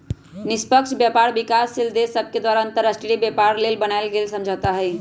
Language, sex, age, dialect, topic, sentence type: Magahi, male, 25-30, Western, banking, statement